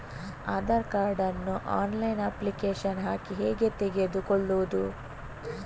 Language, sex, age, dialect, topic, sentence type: Kannada, female, 18-24, Coastal/Dakshin, banking, question